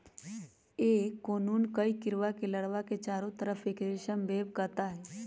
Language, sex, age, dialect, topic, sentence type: Magahi, male, 18-24, Western, agriculture, statement